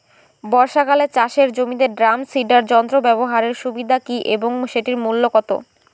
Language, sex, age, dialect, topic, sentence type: Bengali, female, 18-24, Rajbangshi, agriculture, question